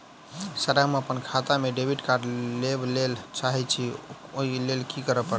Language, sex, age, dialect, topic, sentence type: Maithili, male, 31-35, Southern/Standard, banking, question